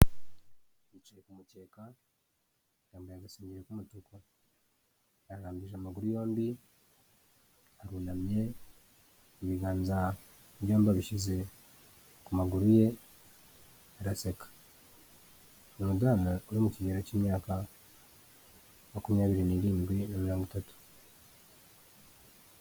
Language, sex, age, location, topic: Kinyarwanda, male, 36-49, Huye, health